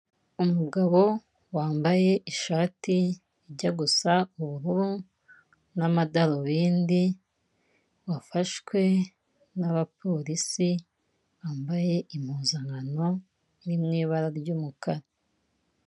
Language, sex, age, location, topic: Kinyarwanda, female, 25-35, Kigali, government